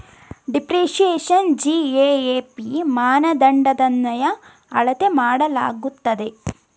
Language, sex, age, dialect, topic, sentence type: Kannada, female, 18-24, Mysore Kannada, banking, statement